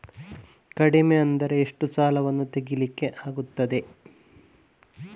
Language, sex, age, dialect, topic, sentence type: Kannada, male, 18-24, Coastal/Dakshin, banking, question